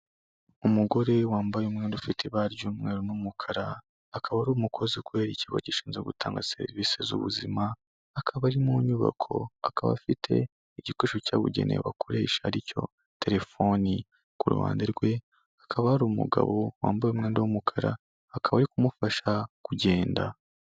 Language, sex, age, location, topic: Kinyarwanda, male, 25-35, Kigali, health